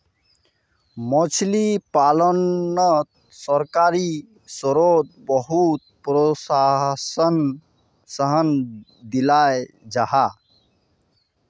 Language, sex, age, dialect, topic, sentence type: Magahi, male, 31-35, Northeastern/Surjapuri, agriculture, statement